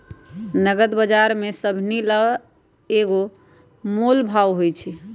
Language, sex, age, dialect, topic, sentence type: Magahi, female, 18-24, Western, banking, statement